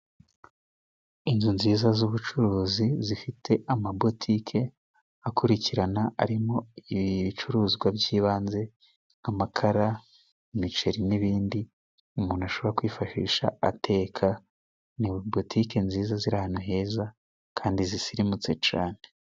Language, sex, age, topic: Kinyarwanda, male, 18-24, finance